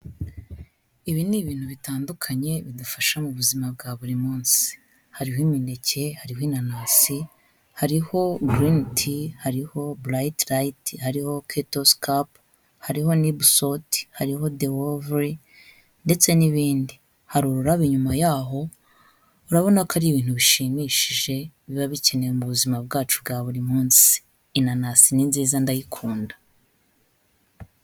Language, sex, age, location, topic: Kinyarwanda, female, 25-35, Kigali, health